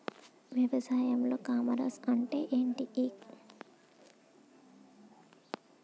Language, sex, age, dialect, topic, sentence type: Telugu, female, 25-30, Telangana, agriculture, question